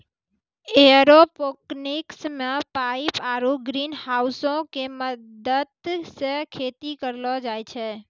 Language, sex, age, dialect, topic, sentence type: Maithili, female, 18-24, Angika, agriculture, statement